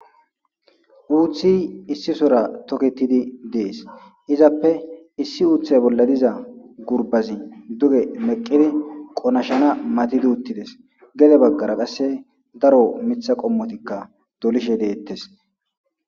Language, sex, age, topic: Gamo, male, 25-35, agriculture